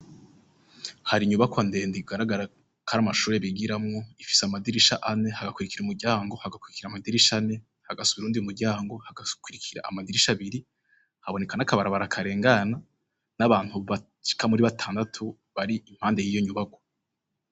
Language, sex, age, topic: Rundi, male, 18-24, education